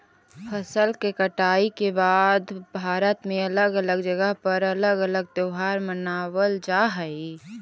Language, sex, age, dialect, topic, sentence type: Magahi, female, 18-24, Central/Standard, agriculture, statement